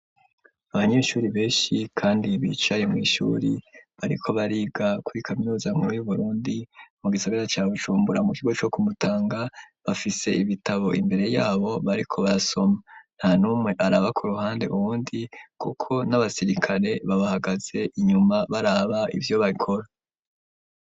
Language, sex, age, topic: Rundi, male, 25-35, education